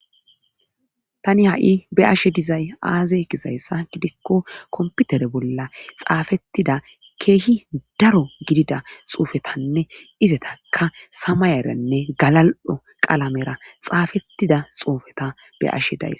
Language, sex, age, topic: Gamo, female, 25-35, government